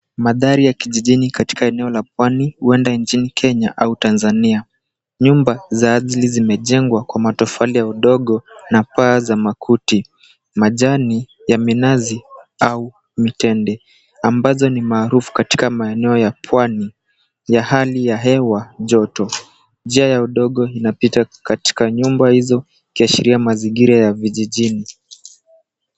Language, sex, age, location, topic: Swahili, male, 18-24, Mombasa, government